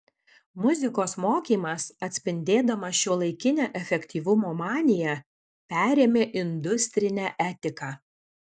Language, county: Lithuanian, Alytus